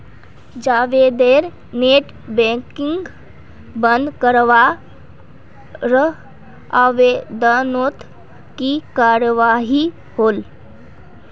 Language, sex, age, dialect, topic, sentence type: Magahi, female, 18-24, Northeastern/Surjapuri, banking, statement